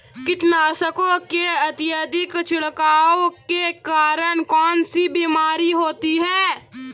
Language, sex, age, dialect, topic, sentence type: Hindi, female, 18-24, Hindustani Malvi Khadi Boli, agriculture, question